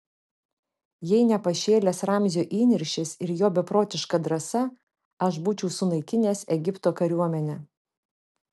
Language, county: Lithuanian, Vilnius